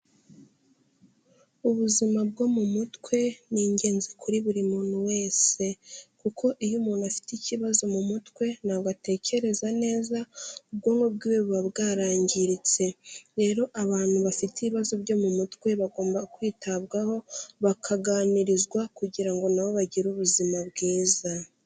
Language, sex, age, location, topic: Kinyarwanda, female, 18-24, Kigali, health